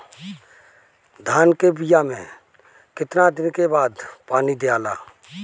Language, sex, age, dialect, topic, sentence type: Bhojpuri, male, 36-40, Northern, agriculture, question